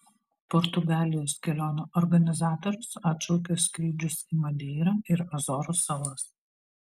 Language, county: Lithuanian, Vilnius